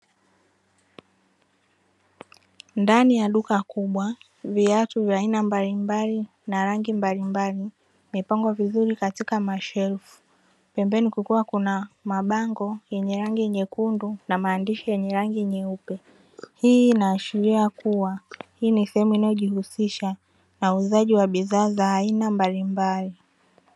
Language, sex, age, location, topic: Swahili, female, 18-24, Dar es Salaam, finance